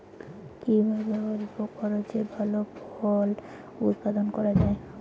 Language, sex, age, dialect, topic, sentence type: Bengali, female, 18-24, Rajbangshi, agriculture, question